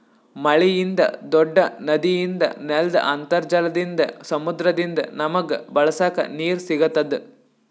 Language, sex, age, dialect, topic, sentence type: Kannada, male, 18-24, Northeastern, agriculture, statement